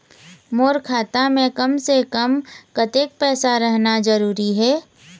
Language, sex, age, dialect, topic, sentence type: Chhattisgarhi, female, 25-30, Eastern, banking, question